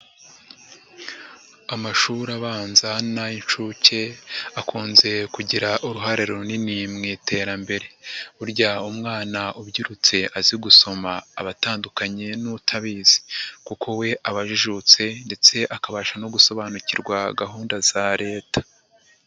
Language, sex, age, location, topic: Kinyarwanda, male, 50+, Nyagatare, education